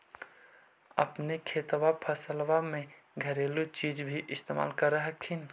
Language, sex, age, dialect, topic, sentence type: Magahi, male, 25-30, Central/Standard, agriculture, question